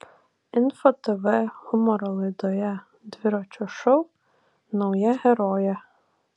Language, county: Lithuanian, Vilnius